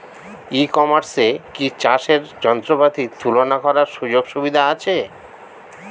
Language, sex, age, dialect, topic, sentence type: Bengali, male, 36-40, Standard Colloquial, agriculture, question